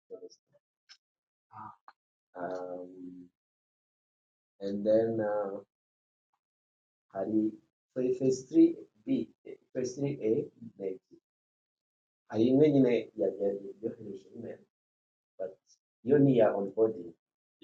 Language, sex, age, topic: Kinyarwanda, male, 25-35, finance